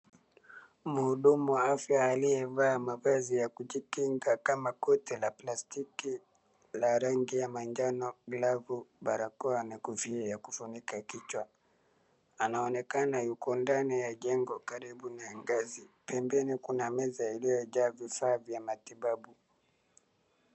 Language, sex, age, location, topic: Swahili, male, 36-49, Wajir, health